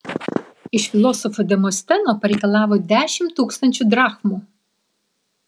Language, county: Lithuanian, Vilnius